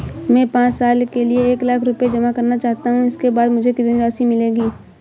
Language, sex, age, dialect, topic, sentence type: Hindi, female, 18-24, Awadhi Bundeli, banking, question